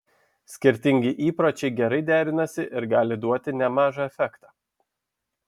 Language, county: Lithuanian, Šiauliai